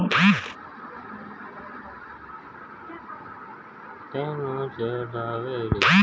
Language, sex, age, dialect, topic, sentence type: Maithili, male, 41-45, Angika, agriculture, statement